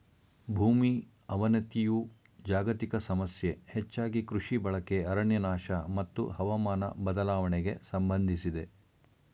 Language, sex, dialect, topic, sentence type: Kannada, male, Mysore Kannada, agriculture, statement